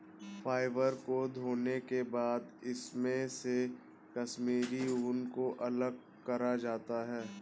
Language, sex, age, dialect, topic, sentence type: Hindi, male, 18-24, Awadhi Bundeli, agriculture, statement